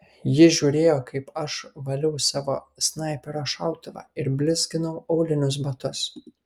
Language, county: Lithuanian, Kaunas